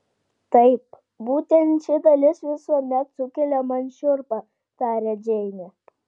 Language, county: Lithuanian, Vilnius